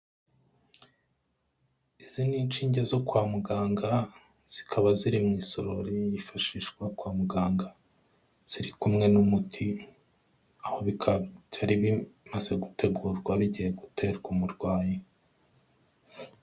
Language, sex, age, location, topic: Kinyarwanda, male, 25-35, Kigali, health